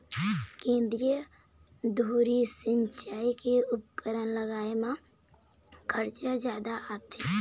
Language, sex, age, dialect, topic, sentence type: Chhattisgarhi, female, 18-24, Eastern, agriculture, statement